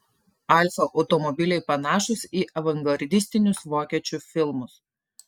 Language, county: Lithuanian, Telšiai